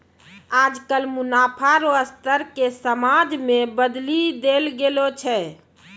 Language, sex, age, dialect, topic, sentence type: Maithili, female, 36-40, Angika, banking, statement